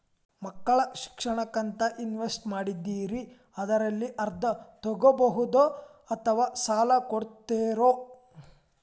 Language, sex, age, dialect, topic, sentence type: Kannada, male, 18-24, Dharwad Kannada, banking, question